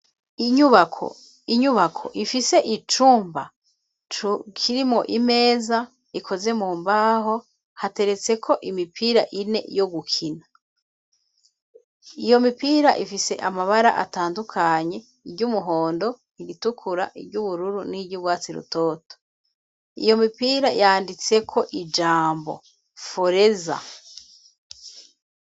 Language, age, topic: Rundi, 36-49, education